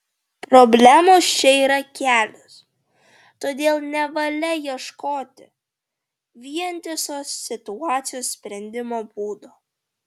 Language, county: Lithuanian, Vilnius